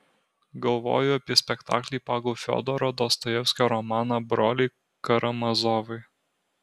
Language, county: Lithuanian, Alytus